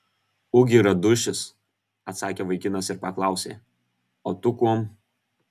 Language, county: Lithuanian, Kaunas